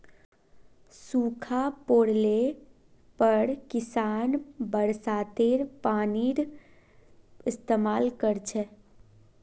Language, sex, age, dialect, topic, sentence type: Magahi, female, 18-24, Northeastern/Surjapuri, agriculture, statement